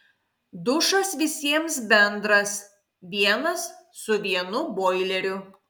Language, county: Lithuanian, Kaunas